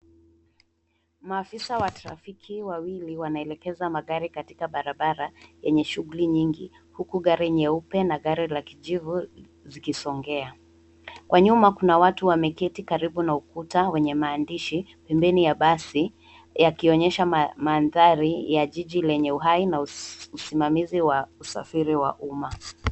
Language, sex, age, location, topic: Swahili, female, 18-24, Nairobi, government